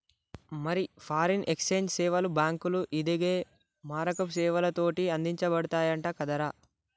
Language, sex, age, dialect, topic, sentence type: Telugu, male, 18-24, Telangana, banking, statement